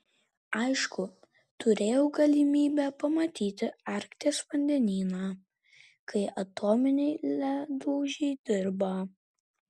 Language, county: Lithuanian, Kaunas